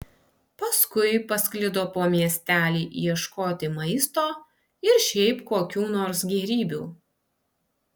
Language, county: Lithuanian, Panevėžys